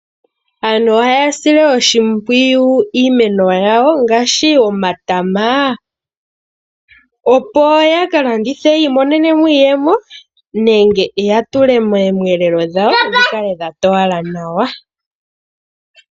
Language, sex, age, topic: Oshiwambo, female, 18-24, agriculture